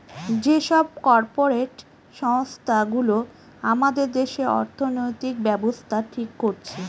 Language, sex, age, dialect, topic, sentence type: Bengali, female, 36-40, Northern/Varendri, banking, statement